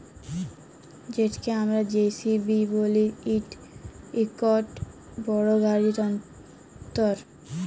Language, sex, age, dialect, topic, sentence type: Bengali, female, 18-24, Jharkhandi, agriculture, statement